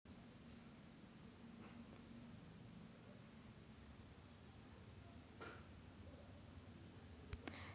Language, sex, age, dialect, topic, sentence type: Marathi, female, 25-30, Varhadi, banking, statement